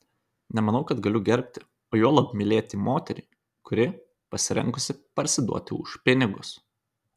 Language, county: Lithuanian, Kaunas